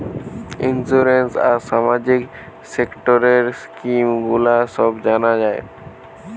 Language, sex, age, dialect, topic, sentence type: Bengali, male, 18-24, Western, banking, statement